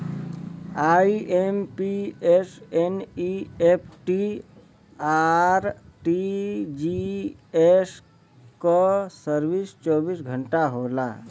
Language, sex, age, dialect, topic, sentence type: Bhojpuri, male, 25-30, Western, banking, statement